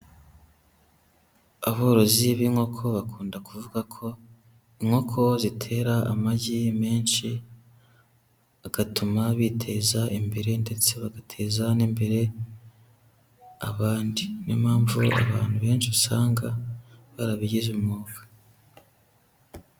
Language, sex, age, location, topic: Kinyarwanda, male, 18-24, Huye, agriculture